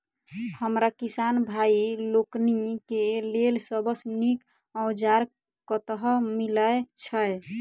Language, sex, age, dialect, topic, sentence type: Maithili, female, 18-24, Southern/Standard, agriculture, question